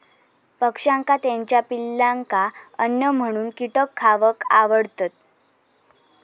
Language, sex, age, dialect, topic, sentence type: Marathi, female, 18-24, Southern Konkan, agriculture, statement